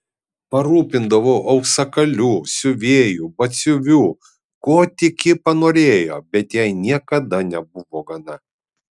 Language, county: Lithuanian, Kaunas